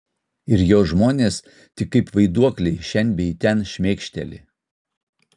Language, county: Lithuanian, Utena